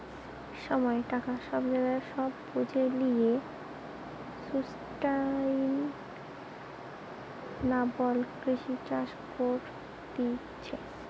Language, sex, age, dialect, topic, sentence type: Bengali, female, 18-24, Western, agriculture, statement